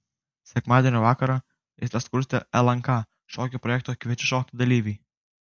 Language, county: Lithuanian, Kaunas